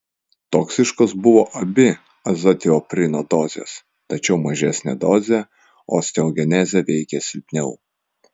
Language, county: Lithuanian, Vilnius